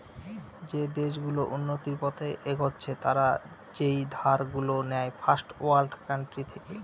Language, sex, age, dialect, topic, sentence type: Bengali, male, 31-35, Northern/Varendri, banking, statement